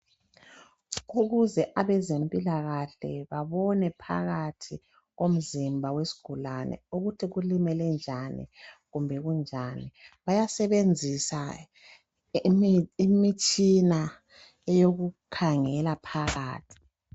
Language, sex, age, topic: North Ndebele, male, 25-35, health